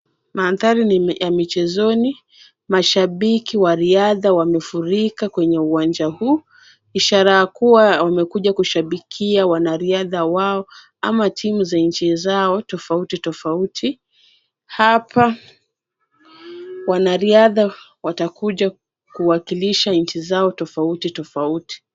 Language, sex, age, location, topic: Swahili, female, 25-35, Kisumu, government